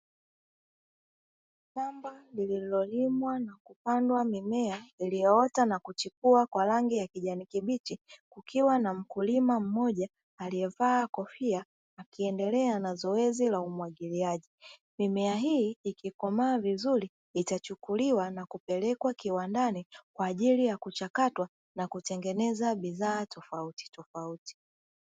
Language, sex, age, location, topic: Swahili, female, 36-49, Dar es Salaam, agriculture